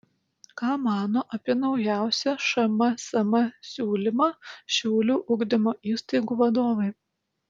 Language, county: Lithuanian, Utena